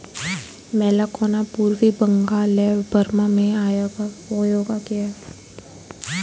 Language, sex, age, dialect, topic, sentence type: Hindi, female, 18-24, Hindustani Malvi Khadi Boli, agriculture, statement